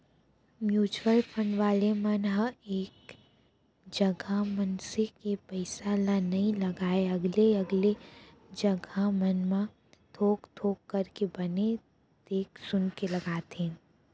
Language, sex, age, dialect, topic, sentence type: Chhattisgarhi, female, 18-24, Central, banking, statement